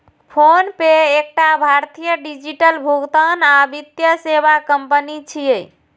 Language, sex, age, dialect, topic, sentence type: Maithili, female, 36-40, Eastern / Thethi, banking, statement